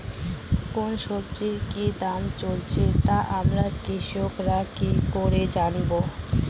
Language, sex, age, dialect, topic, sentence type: Bengali, female, 18-24, Rajbangshi, agriculture, question